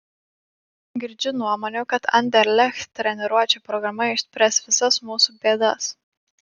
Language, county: Lithuanian, Panevėžys